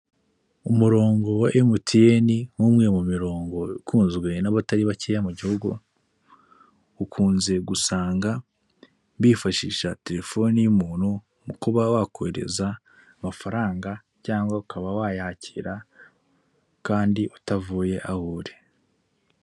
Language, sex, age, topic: Kinyarwanda, male, 25-35, finance